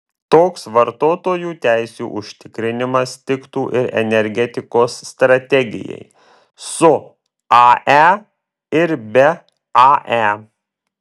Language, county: Lithuanian, Vilnius